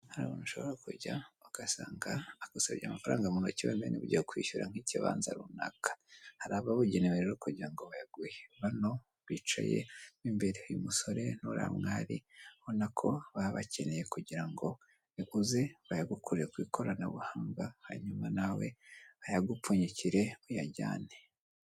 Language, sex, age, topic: Kinyarwanda, female, 18-24, finance